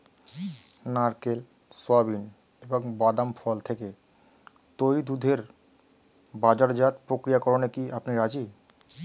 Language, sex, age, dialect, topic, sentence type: Bengali, male, 25-30, Standard Colloquial, agriculture, statement